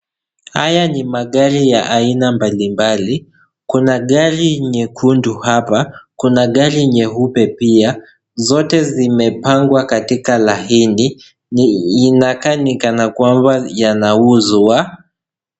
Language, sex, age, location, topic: Swahili, male, 18-24, Kisii, finance